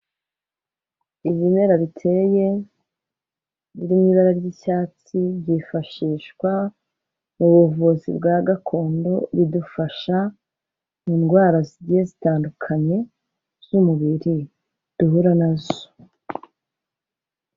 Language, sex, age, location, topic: Kinyarwanda, female, 36-49, Kigali, health